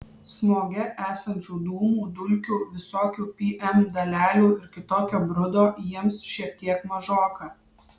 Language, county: Lithuanian, Vilnius